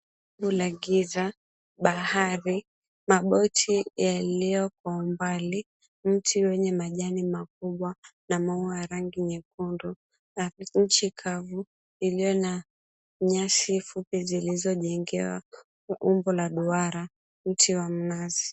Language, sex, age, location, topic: Swahili, female, 18-24, Mombasa, government